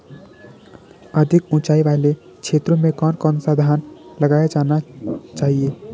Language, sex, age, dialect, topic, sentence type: Hindi, male, 18-24, Garhwali, agriculture, question